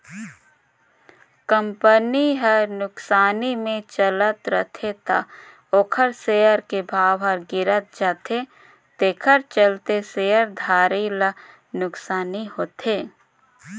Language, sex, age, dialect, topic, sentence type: Chhattisgarhi, female, 31-35, Northern/Bhandar, banking, statement